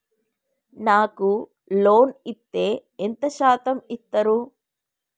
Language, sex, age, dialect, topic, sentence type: Telugu, female, 36-40, Telangana, banking, question